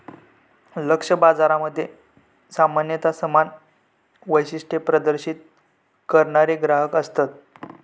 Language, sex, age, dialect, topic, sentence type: Marathi, male, 31-35, Southern Konkan, banking, statement